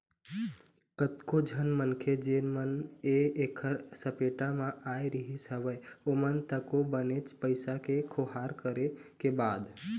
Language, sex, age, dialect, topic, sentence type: Chhattisgarhi, male, 18-24, Eastern, banking, statement